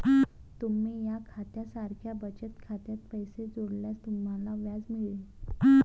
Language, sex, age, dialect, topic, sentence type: Marathi, female, 18-24, Varhadi, banking, statement